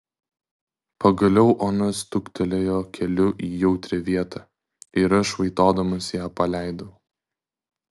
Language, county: Lithuanian, Vilnius